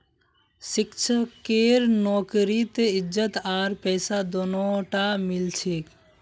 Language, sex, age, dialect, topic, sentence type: Magahi, male, 56-60, Northeastern/Surjapuri, banking, statement